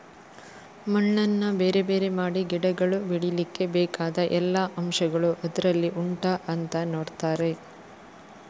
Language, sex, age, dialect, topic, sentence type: Kannada, female, 31-35, Coastal/Dakshin, agriculture, statement